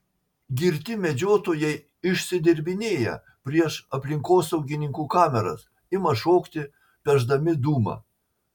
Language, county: Lithuanian, Marijampolė